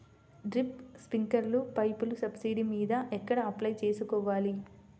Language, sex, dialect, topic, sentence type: Telugu, female, Central/Coastal, agriculture, question